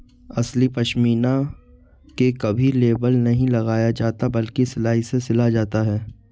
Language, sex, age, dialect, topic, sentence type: Hindi, male, 25-30, Marwari Dhudhari, agriculture, statement